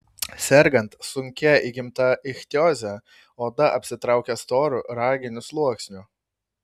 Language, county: Lithuanian, Kaunas